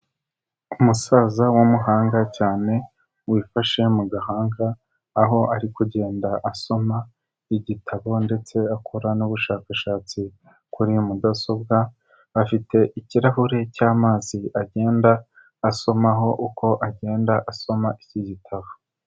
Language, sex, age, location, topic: Kinyarwanda, male, 18-24, Kigali, health